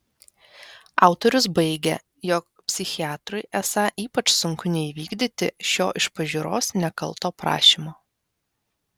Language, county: Lithuanian, Vilnius